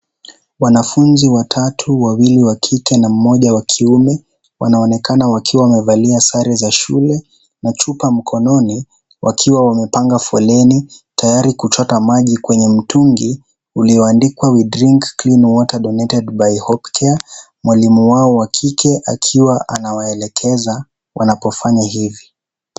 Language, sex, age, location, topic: Swahili, male, 18-24, Kisii, health